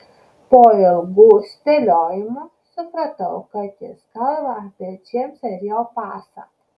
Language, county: Lithuanian, Kaunas